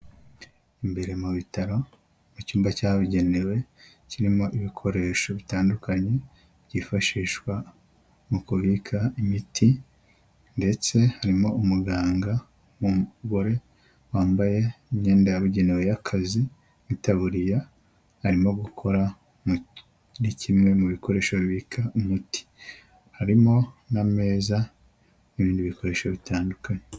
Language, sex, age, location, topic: Kinyarwanda, male, 25-35, Huye, health